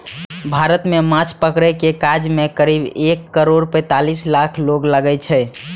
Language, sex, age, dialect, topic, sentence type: Maithili, male, 18-24, Eastern / Thethi, agriculture, statement